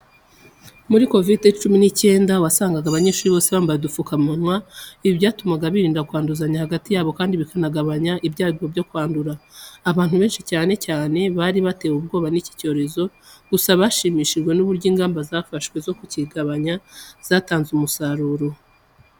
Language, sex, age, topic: Kinyarwanda, female, 25-35, education